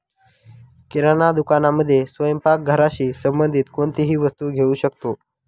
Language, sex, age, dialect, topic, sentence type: Marathi, male, 36-40, Northern Konkan, agriculture, statement